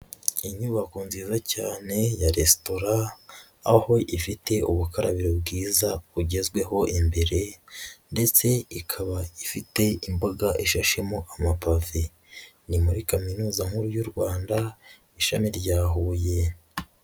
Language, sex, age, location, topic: Kinyarwanda, male, 25-35, Huye, education